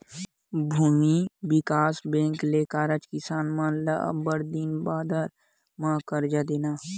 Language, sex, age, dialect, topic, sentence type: Chhattisgarhi, male, 41-45, Western/Budati/Khatahi, banking, statement